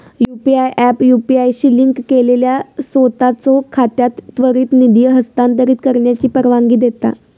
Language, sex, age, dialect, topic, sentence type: Marathi, female, 18-24, Southern Konkan, banking, statement